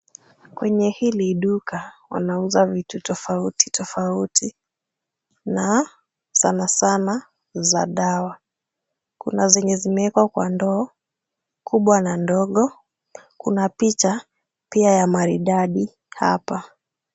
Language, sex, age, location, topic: Swahili, female, 36-49, Kisumu, health